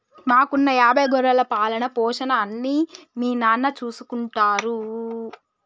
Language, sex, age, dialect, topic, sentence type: Telugu, male, 18-24, Telangana, agriculture, statement